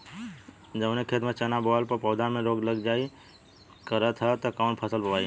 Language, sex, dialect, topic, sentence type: Bhojpuri, male, Western, agriculture, question